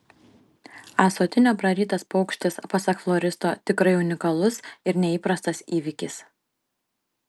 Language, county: Lithuanian, Panevėžys